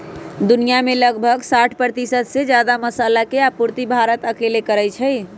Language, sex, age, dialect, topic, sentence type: Magahi, male, 25-30, Western, agriculture, statement